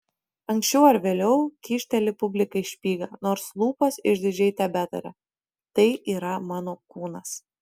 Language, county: Lithuanian, Utena